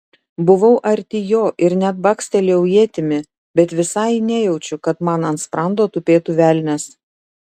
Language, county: Lithuanian, Šiauliai